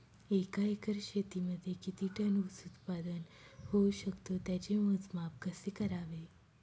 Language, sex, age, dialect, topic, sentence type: Marathi, female, 36-40, Northern Konkan, agriculture, question